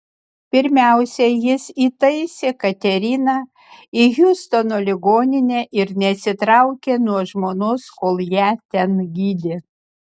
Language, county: Lithuanian, Utena